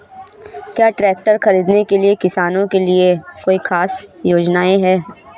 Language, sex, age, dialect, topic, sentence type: Hindi, female, 25-30, Marwari Dhudhari, agriculture, statement